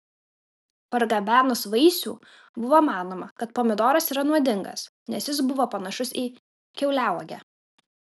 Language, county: Lithuanian, Kaunas